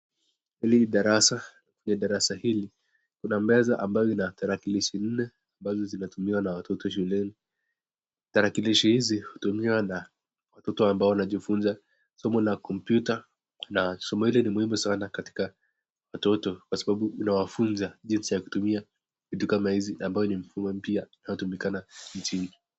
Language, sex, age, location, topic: Swahili, male, 18-24, Nakuru, education